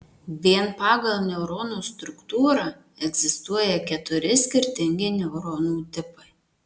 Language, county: Lithuanian, Marijampolė